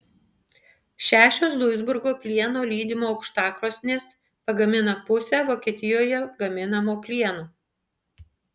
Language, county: Lithuanian, Panevėžys